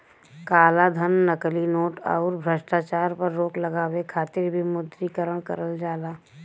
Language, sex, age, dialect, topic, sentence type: Bhojpuri, female, 31-35, Western, banking, statement